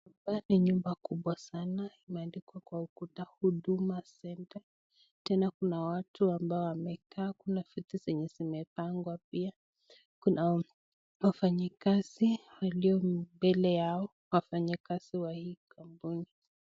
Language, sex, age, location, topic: Swahili, female, 18-24, Nakuru, government